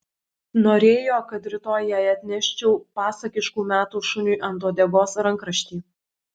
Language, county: Lithuanian, Šiauliai